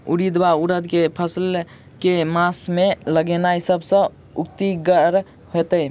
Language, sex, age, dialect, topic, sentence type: Maithili, male, 36-40, Southern/Standard, agriculture, question